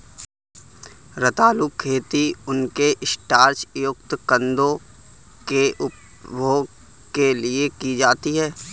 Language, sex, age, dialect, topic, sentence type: Hindi, male, 18-24, Kanauji Braj Bhasha, agriculture, statement